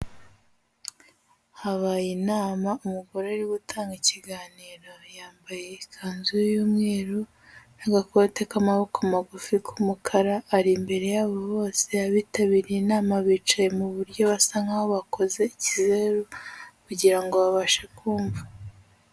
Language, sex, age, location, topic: Kinyarwanda, female, 18-24, Kigali, health